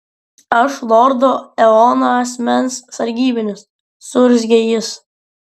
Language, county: Lithuanian, Klaipėda